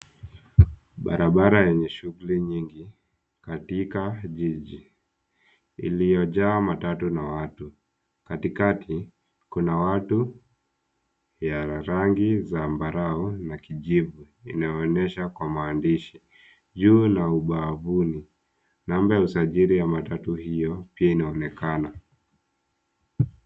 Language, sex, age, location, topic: Swahili, male, 18-24, Nairobi, government